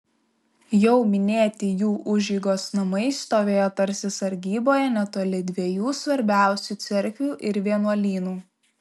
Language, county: Lithuanian, Šiauliai